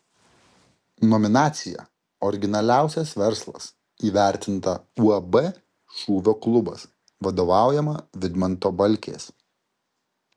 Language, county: Lithuanian, Kaunas